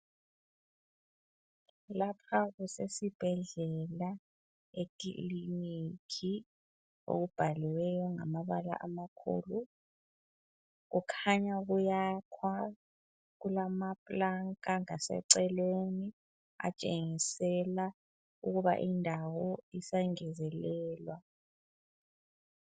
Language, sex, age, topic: North Ndebele, female, 25-35, health